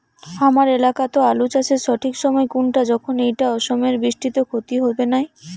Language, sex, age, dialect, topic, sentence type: Bengali, female, 18-24, Rajbangshi, agriculture, question